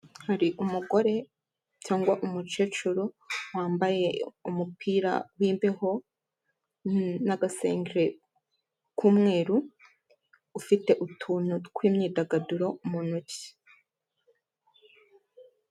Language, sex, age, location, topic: Kinyarwanda, male, 25-35, Kigali, health